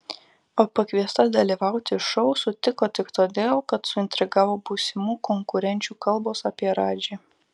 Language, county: Lithuanian, Vilnius